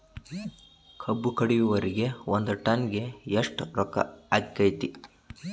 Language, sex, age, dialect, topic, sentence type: Kannada, male, 18-24, Dharwad Kannada, agriculture, question